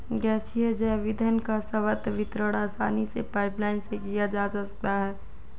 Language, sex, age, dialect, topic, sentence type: Hindi, female, 18-24, Marwari Dhudhari, agriculture, statement